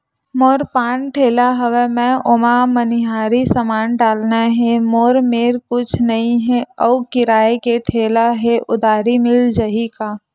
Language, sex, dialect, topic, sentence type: Chhattisgarhi, female, Western/Budati/Khatahi, banking, question